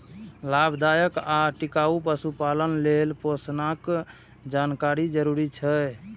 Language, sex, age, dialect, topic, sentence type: Maithili, male, 31-35, Eastern / Thethi, agriculture, statement